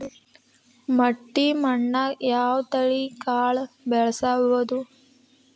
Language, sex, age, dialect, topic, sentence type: Kannada, female, 18-24, Dharwad Kannada, agriculture, question